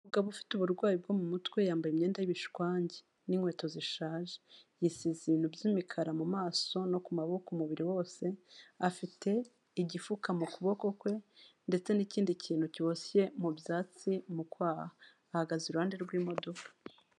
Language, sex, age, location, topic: Kinyarwanda, female, 36-49, Kigali, health